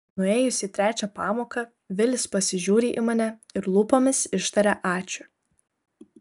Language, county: Lithuanian, Kaunas